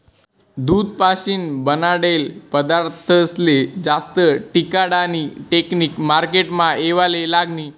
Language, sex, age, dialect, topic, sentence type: Marathi, male, 18-24, Northern Konkan, agriculture, statement